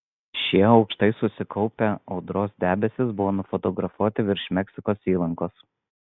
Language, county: Lithuanian, Vilnius